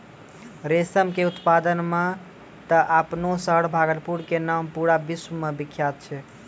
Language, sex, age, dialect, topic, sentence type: Maithili, male, 18-24, Angika, agriculture, statement